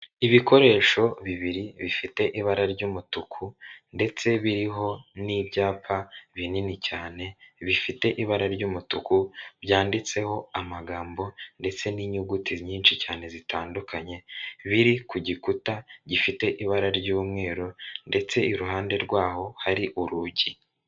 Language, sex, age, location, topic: Kinyarwanda, male, 36-49, Kigali, government